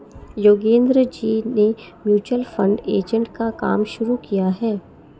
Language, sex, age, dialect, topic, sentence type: Hindi, female, 60-100, Marwari Dhudhari, banking, statement